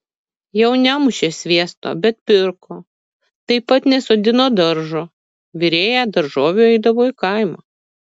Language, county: Lithuanian, Kaunas